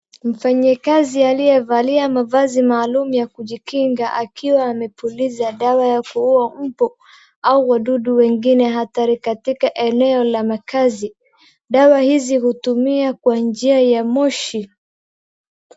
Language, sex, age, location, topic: Swahili, female, 18-24, Wajir, health